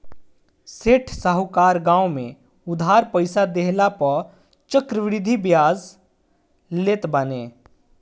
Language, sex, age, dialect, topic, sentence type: Bhojpuri, male, 25-30, Northern, banking, statement